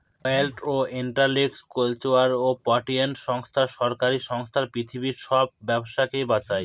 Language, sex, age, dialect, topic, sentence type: Bengali, male, 18-24, Northern/Varendri, banking, statement